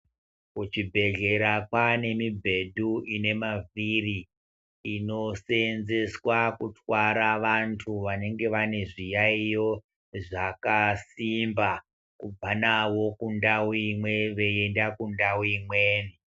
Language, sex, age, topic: Ndau, female, 50+, health